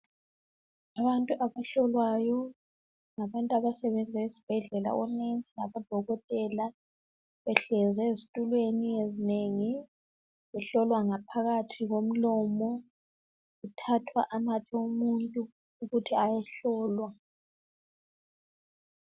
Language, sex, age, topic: North Ndebele, female, 36-49, health